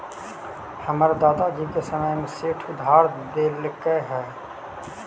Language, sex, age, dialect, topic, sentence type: Magahi, male, 31-35, Central/Standard, agriculture, statement